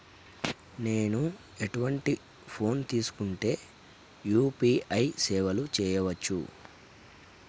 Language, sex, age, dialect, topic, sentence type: Telugu, male, 31-35, Telangana, banking, question